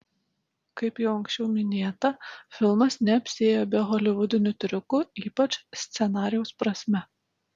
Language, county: Lithuanian, Utena